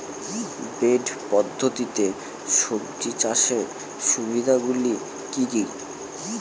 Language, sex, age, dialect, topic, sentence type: Bengali, male, 18-24, Northern/Varendri, agriculture, question